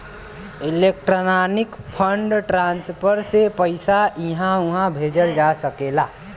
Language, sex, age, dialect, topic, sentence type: Bhojpuri, male, 18-24, Western, banking, statement